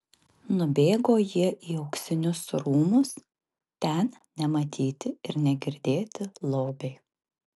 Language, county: Lithuanian, Marijampolė